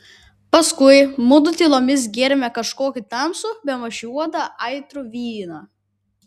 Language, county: Lithuanian, Vilnius